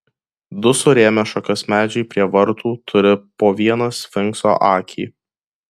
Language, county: Lithuanian, Kaunas